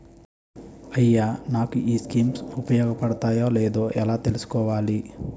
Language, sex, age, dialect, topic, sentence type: Telugu, male, 25-30, Utterandhra, banking, question